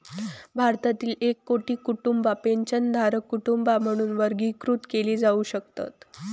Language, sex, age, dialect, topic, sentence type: Marathi, female, 18-24, Southern Konkan, banking, statement